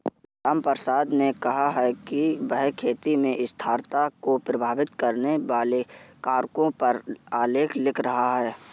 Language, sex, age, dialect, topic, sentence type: Hindi, male, 41-45, Awadhi Bundeli, agriculture, statement